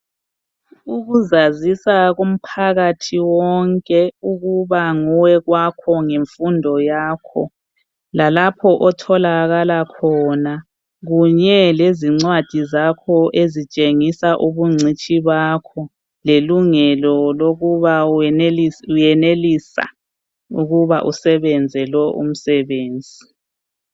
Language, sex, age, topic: North Ndebele, female, 36-49, health